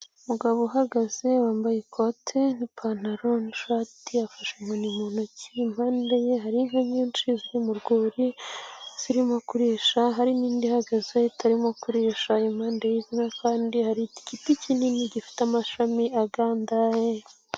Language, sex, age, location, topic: Kinyarwanda, female, 18-24, Nyagatare, agriculture